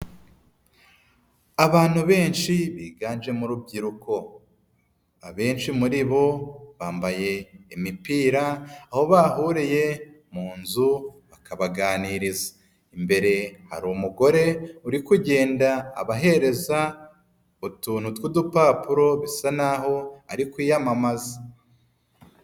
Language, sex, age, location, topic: Kinyarwanda, female, 25-35, Nyagatare, health